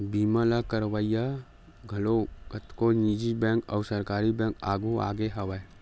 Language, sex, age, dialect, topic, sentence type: Chhattisgarhi, male, 25-30, Western/Budati/Khatahi, banking, statement